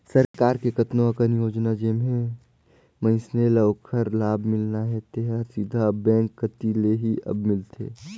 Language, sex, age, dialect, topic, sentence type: Chhattisgarhi, male, 18-24, Northern/Bhandar, banking, statement